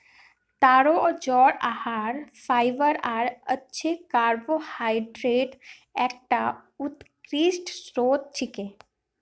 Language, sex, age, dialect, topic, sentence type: Magahi, female, 18-24, Northeastern/Surjapuri, agriculture, statement